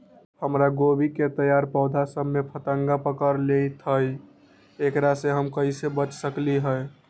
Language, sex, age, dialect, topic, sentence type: Magahi, male, 18-24, Western, agriculture, question